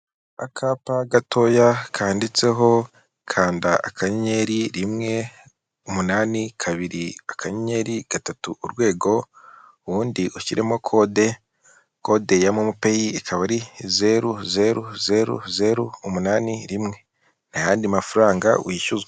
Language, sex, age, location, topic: Kinyarwanda, female, 36-49, Kigali, finance